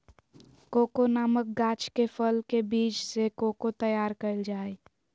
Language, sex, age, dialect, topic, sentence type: Magahi, female, 25-30, Southern, agriculture, statement